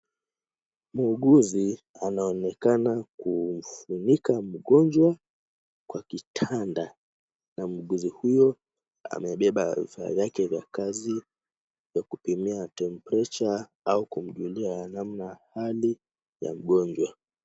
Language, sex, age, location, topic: Swahili, male, 18-24, Kisumu, health